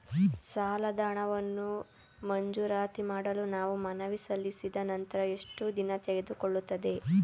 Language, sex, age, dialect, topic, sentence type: Kannada, male, 36-40, Mysore Kannada, banking, question